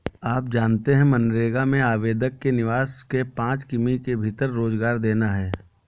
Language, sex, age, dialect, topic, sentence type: Hindi, male, 18-24, Awadhi Bundeli, banking, statement